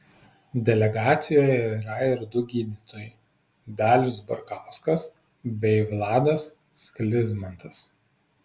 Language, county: Lithuanian, Vilnius